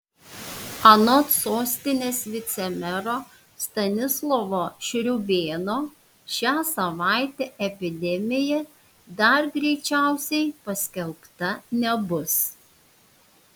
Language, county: Lithuanian, Panevėžys